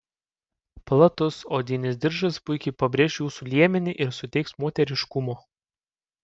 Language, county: Lithuanian, Panevėžys